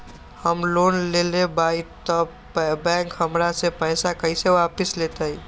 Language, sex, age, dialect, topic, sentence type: Magahi, male, 18-24, Western, banking, question